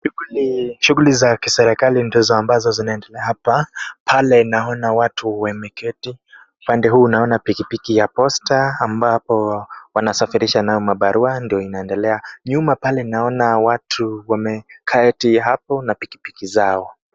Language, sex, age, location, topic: Swahili, male, 18-24, Kisumu, government